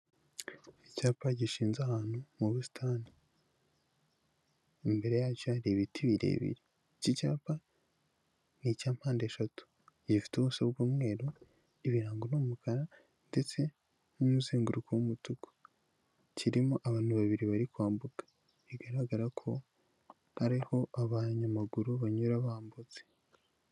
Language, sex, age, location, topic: Kinyarwanda, male, 18-24, Kigali, government